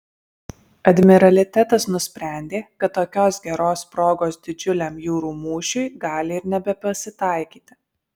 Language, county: Lithuanian, Alytus